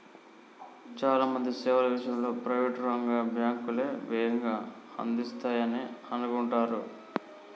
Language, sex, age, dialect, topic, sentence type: Telugu, male, 41-45, Telangana, banking, statement